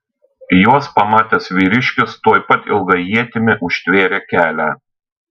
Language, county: Lithuanian, Šiauliai